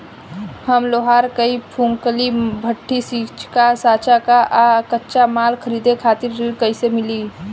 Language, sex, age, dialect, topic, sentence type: Bhojpuri, female, 25-30, Southern / Standard, banking, question